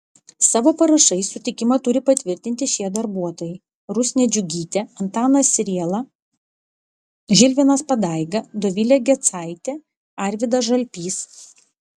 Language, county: Lithuanian, Vilnius